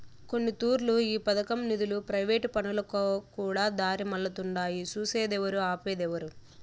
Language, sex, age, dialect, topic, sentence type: Telugu, female, 18-24, Southern, banking, statement